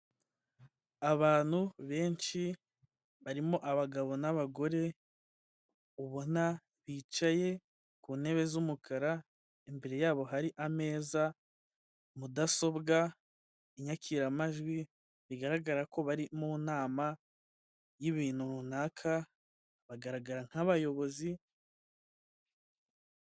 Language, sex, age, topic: Kinyarwanda, male, 18-24, government